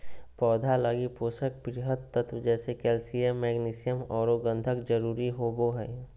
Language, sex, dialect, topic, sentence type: Magahi, male, Southern, agriculture, statement